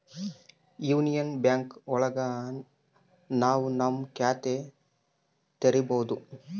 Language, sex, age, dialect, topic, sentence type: Kannada, male, 25-30, Central, banking, statement